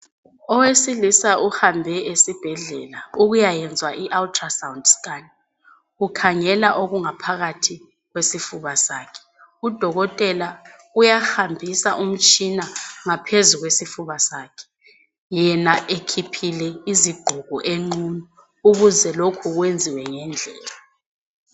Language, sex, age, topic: North Ndebele, female, 25-35, health